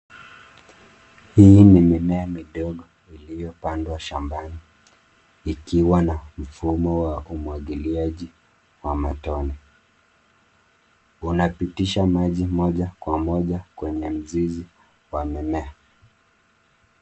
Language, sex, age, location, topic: Swahili, male, 25-35, Nairobi, agriculture